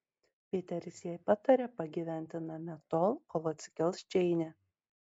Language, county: Lithuanian, Marijampolė